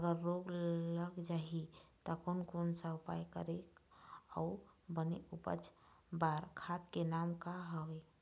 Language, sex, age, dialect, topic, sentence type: Chhattisgarhi, female, 46-50, Eastern, agriculture, question